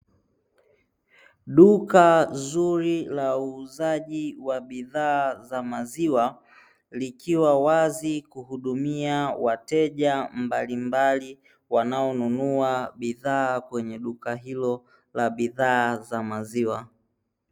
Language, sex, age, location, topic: Swahili, male, 18-24, Dar es Salaam, finance